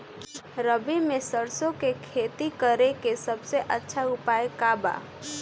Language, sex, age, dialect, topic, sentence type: Bhojpuri, female, 25-30, Northern, agriculture, question